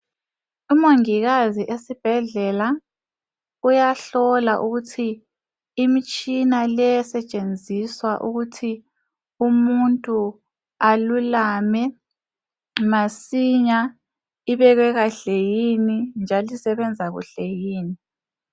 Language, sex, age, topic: North Ndebele, female, 25-35, health